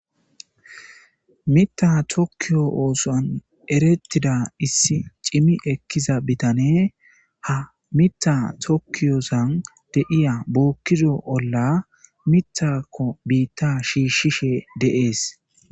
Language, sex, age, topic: Gamo, male, 25-35, agriculture